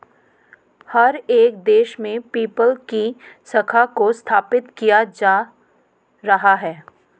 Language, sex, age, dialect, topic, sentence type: Hindi, female, 31-35, Marwari Dhudhari, banking, statement